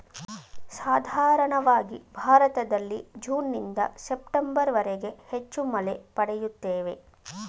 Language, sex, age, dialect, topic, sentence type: Kannada, female, 25-30, Mysore Kannada, agriculture, statement